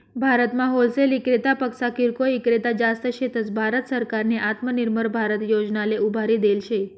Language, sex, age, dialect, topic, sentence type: Marathi, female, 25-30, Northern Konkan, agriculture, statement